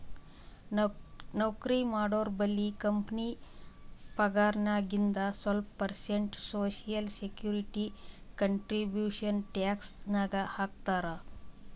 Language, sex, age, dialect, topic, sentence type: Kannada, female, 18-24, Northeastern, banking, statement